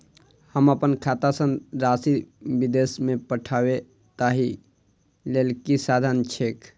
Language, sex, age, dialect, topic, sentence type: Maithili, male, 18-24, Southern/Standard, banking, question